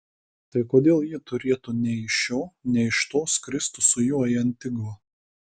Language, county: Lithuanian, Kaunas